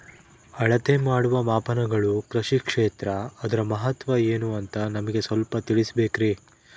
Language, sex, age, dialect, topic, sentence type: Kannada, male, 25-30, Central, agriculture, question